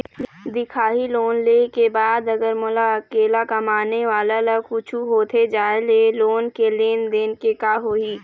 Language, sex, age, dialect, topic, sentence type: Chhattisgarhi, female, 25-30, Eastern, banking, question